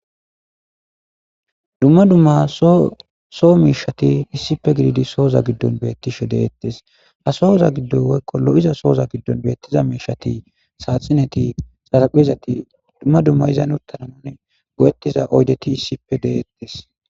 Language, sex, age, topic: Gamo, male, 25-35, government